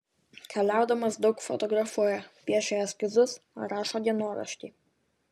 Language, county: Lithuanian, Vilnius